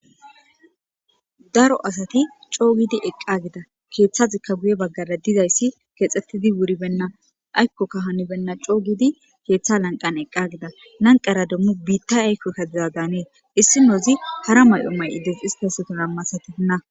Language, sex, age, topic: Gamo, female, 25-35, government